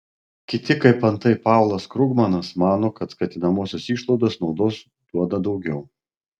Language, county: Lithuanian, Panevėžys